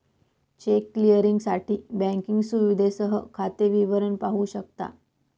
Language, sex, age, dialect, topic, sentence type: Marathi, female, 25-30, Northern Konkan, banking, statement